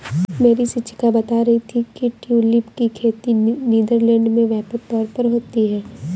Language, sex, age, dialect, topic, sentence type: Hindi, female, 18-24, Awadhi Bundeli, agriculture, statement